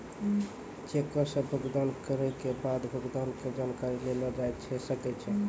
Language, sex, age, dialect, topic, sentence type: Maithili, male, 18-24, Angika, banking, statement